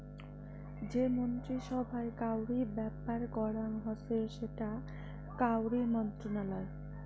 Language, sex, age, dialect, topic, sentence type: Bengali, female, 25-30, Rajbangshi, banking, statement